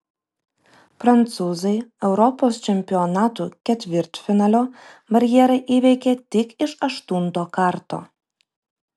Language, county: Lithuanian, Vilnius